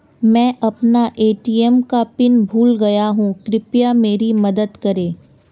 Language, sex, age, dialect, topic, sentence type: Hindi, female, 18-24, Marwari Dhudhari, banking, statement